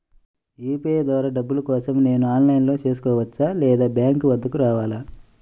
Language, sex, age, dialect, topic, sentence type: Telugu, male, 18-24, Central/Coastal, banking, question